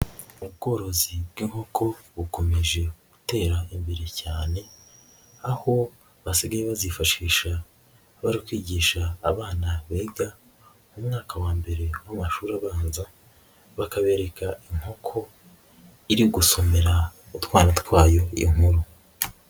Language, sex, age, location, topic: Kinyarwanda, female, 18-24, Nyagatare, education